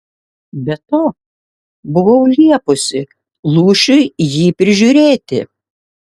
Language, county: Lithuanian, Šiauliai